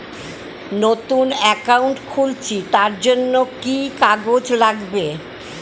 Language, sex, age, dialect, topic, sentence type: Bengali, female, 60-100, Standard Colloquial, banking, question